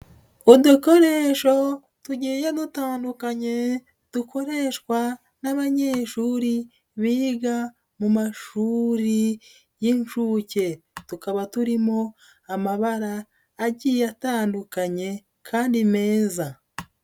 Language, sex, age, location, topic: Kinyarwanda, female, 25-35, Nyagatare, education